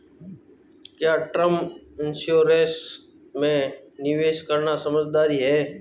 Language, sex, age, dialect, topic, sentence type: Hindi, male, 18-24, Marwari Dhudhari, banking, question